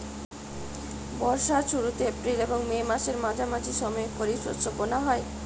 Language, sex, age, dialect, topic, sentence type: Bengali, female, 25-30, Jharkhandi, agriculture, statement